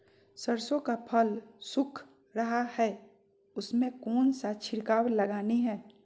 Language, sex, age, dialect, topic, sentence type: Magahi, female, 41-45, Southern, agriculture, question